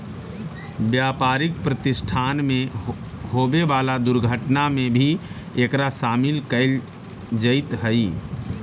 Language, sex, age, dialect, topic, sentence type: Magahi, male, 31-35, Central/Standard, banking, statement